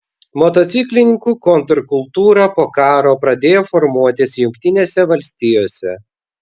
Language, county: Lithuanian, Vilnius